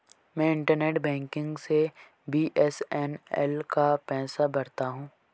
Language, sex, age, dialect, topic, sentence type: Hindi, male, 18-24, Marwari Dhudhari, banking, statement